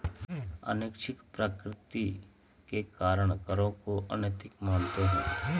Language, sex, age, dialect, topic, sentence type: Hindi, male, 36-40, Marwari Dhudhari, banking, statement